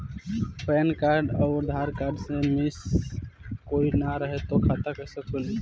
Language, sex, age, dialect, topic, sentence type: Bhojpuri, male, <18, Southern / Standard, banking, question